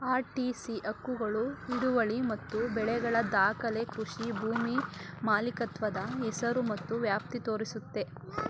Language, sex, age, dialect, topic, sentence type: Kannada, male, 31-35, Mysore Kannada, agriculture, statement